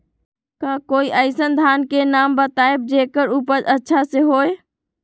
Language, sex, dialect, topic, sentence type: Magahi, female, Western, agriculture, question